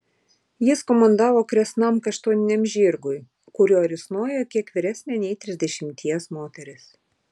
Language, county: Lithuanian, Vilnius